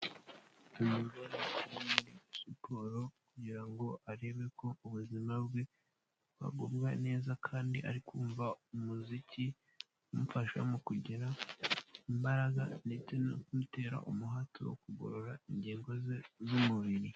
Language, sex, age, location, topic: Kinyarwanda, male, 18-24, Kigali, health